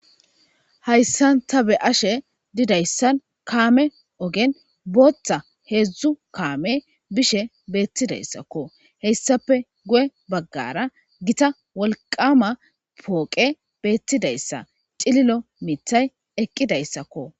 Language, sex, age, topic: Gamo, male, 25-35, government